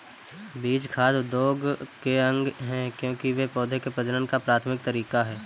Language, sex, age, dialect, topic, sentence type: Hindi, male, 18-24, Kanauji Braj Bhasha, agriculture, statement